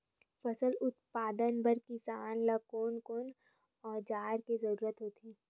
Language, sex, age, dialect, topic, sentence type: Chhattisgarhi, female, 18-24, Western/Budati/Khatahi, agriculture, question